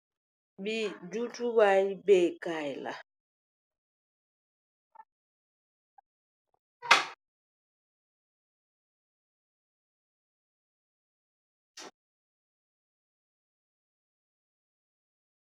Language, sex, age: Wolof, female, 36-49